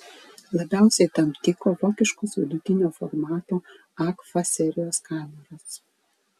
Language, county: Lithuanian, Vilnius